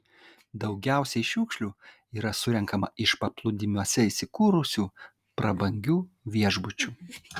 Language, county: Lithuanian, Kaunas